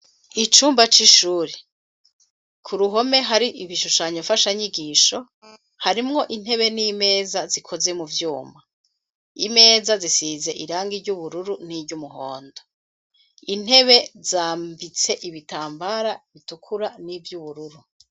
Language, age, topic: Rundi, 36-49, education